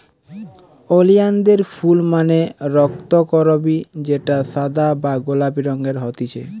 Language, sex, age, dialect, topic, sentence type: Bengali, male, 18-24, Western, agriculture, statement